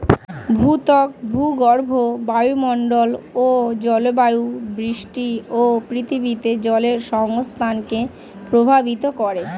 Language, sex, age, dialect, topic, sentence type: Bengali, female, 31-35, Standard Colloquial, agriculture, statement